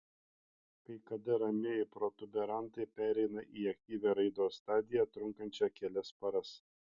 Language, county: Lithuanian, Panevėžys